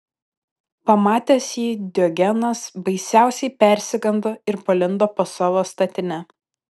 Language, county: Lithuanian, Panevėžys